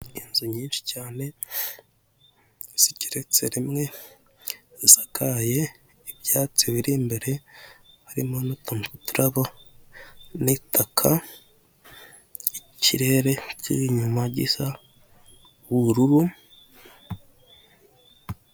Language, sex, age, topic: Kinyarwanda, male, 25-35, government